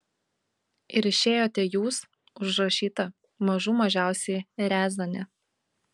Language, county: Lithuanian, Kaunas